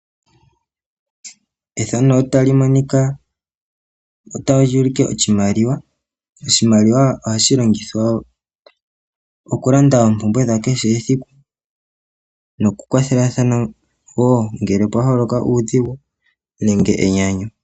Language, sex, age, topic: Oshiwambo, male, 18-24, finance